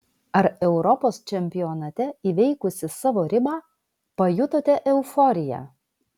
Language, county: Lithuanian, Vilnius